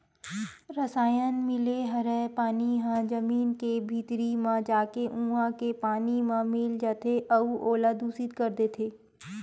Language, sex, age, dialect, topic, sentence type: Chhattisgarhi, female, 25-30, Western/Budati/Khatahi, agriculture, statement